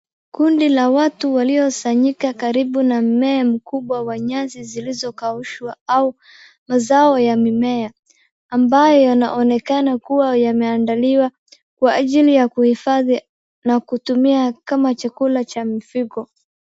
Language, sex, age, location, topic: Swahili, female, 18-24, Wajir, agriculture